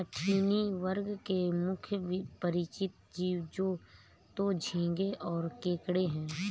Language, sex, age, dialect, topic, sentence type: Hindi, female, 31-35, Awadhi Bundeli, agriculture, statement